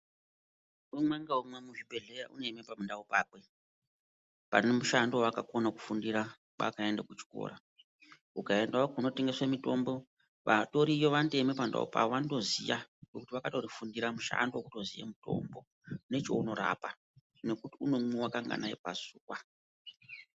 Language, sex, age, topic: Ndau, female, 36-49, health